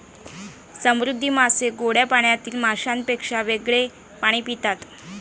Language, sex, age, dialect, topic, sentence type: Marathi, female, 25-30, Varhadi, agriculture, statement